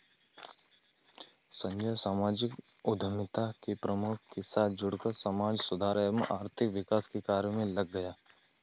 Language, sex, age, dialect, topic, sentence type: Hindi, male, 18-24, Kanauji Braj Bhasha, banking, statement